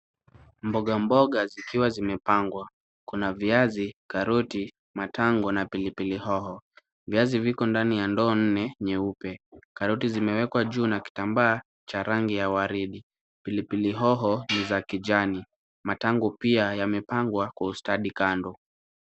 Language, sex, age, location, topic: Swahili, male, 36-49, Kisumu, finance